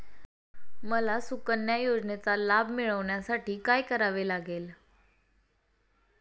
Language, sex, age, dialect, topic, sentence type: Marathi, female, 18-24, Standard Marathi, banking, question